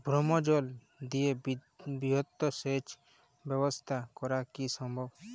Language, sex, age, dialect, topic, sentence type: Bengali, male, 18-24, Jharkhandi, agriculture, question